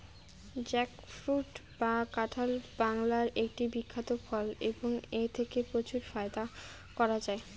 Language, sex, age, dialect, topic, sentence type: Bengali, female, 31-35, Rajbangshi, agriculture, question